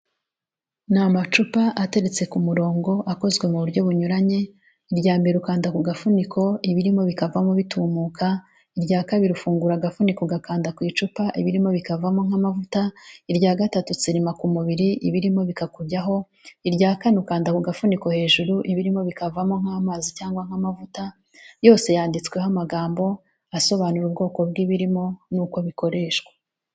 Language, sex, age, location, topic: Kinyarwanda, female, 36-49, Kigali, health